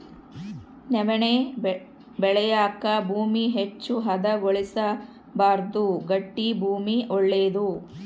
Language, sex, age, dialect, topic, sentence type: Kannada, female, 36-40, Central, agriculture, statement